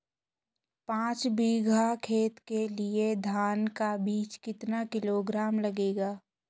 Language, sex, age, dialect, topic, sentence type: Hindi, male, 18-24, Hindustani Malvi Khadi Boli, agriculture, question